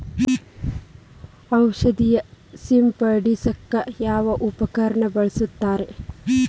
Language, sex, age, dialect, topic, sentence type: Kannada, female, 25-30, Dharwad Kannada, agriculture, question